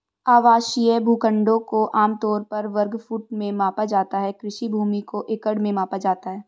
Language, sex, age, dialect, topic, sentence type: Hindi, female, 18-24, Marwari Dhudhari, agriculture, statement